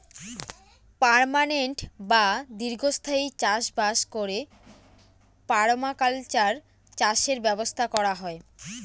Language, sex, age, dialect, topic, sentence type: Bengali, female, 18-24, Northern/Varendri, agriculture, statement